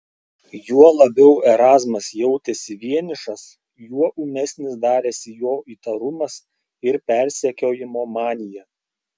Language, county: Lithuanian, Klaipėda